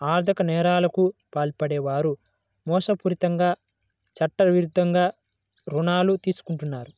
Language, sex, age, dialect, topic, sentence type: Telugu, male, 56-60, Central/Coastal, banking, statement